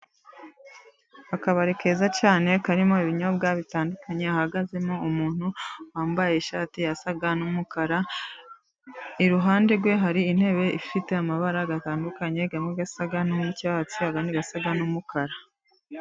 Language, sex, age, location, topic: Kinyarwanda, female, 25-35, Musanze, finance